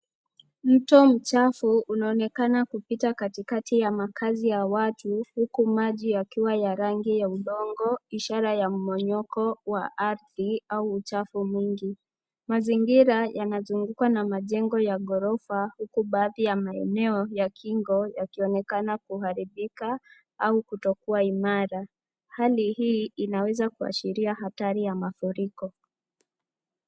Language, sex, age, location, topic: Swahili, female, 25-35, Nairobi, government